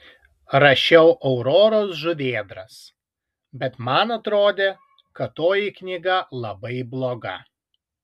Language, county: Lithuanian, Kaunas